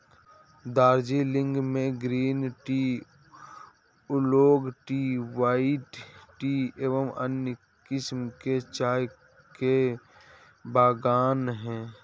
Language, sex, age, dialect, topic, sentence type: Hindi, male, 18-24, Awadhi Bundeli, agriculture, statement